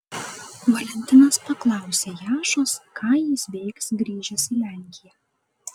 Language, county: Lithuanian, Kaunas